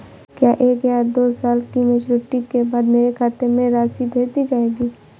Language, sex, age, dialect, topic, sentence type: Hindi, female, 25-30, Awadhi Bundeli, banking, question